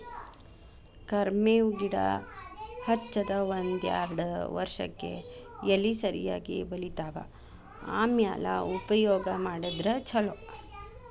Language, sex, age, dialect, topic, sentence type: Kannada, female, 56-60, Dharwad Kannada, agriculture, statement